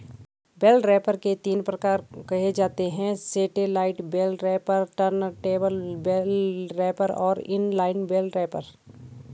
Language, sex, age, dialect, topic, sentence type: Hindi, female, 31-35, Garhwali, agriculture, statement